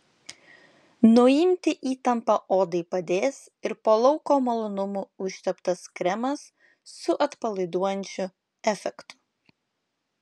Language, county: Lithuanian, Klaipėda